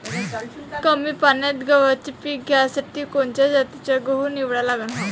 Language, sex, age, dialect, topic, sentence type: Marathi, female, 18-24, Varhadi, agriculture, question